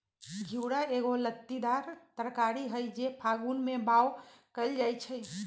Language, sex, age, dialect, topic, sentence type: Magahi, male, 18-24, Western, agriculture, statement